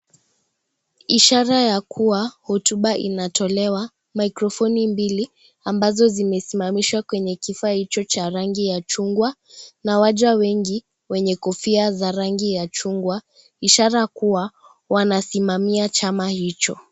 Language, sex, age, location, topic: Swahili, female, 36-49, Kisii, government